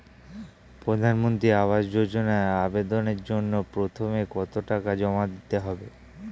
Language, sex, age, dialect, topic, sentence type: Bengali, male, 18-24, Standard Colloquial, banking, question